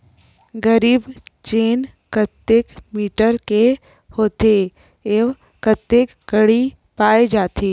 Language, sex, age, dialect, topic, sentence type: Chhattisgarhi, female, 18-24, Western/Budati/Khatahi, agriculture, question